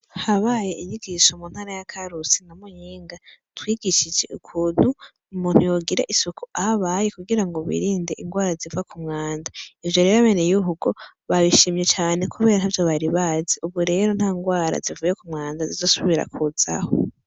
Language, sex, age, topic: Rundi, female, 18-24, education